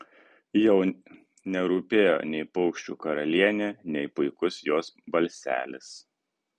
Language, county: Lithuanian, Kaunas